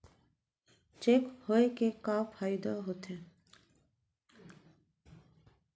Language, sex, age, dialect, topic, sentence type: Chhattisgarhi, female, 31-35, Central, banking, question